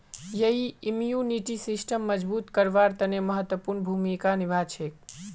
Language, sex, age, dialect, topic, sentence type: Magahi, male, 18-24, Northeastern/Surjapuri, agriculture, statement